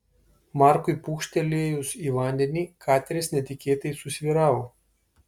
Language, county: Lithuanian, Kaunas